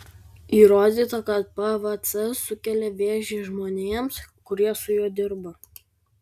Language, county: Lithuanian, Vilnius